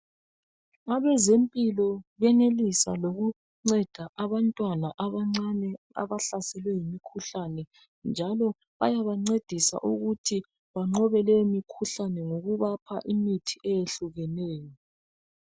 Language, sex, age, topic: North Ndebele, female, 36-49, health